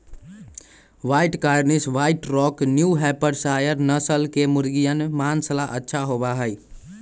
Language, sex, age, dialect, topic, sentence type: Magahi, male, 18-24, Western, agriculture, statement